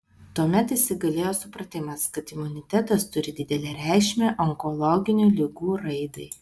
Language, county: Lithuanian, Vilnius